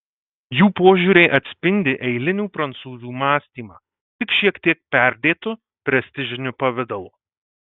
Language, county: Lithuanian, Marijampolė